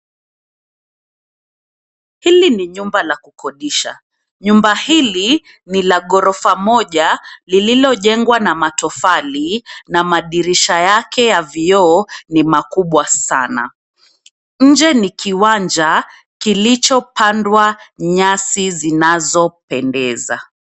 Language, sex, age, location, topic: Swahili, female, 25-35, Nairobi, finance